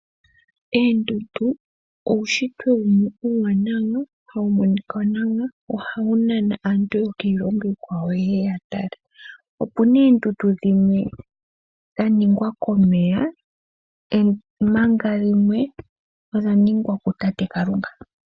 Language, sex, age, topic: Oshiwambo, female, 18-24, agriculture